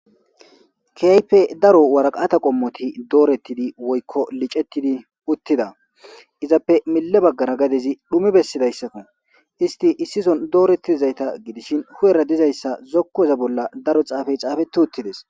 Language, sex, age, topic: Gamo, male, 25-35, government